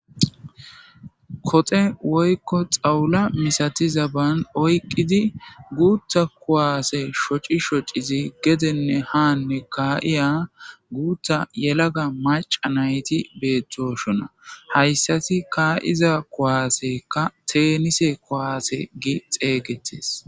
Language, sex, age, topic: Gamo, male, 25-35, government